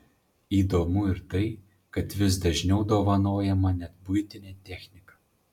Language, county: Lithuanian, Panevėžys